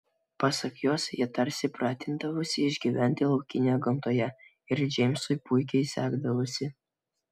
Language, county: Lithuanian, Vilnius